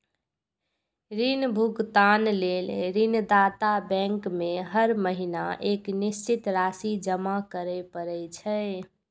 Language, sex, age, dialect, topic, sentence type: Maithili, female, 46-50, Eastern / Thethi, banking, statement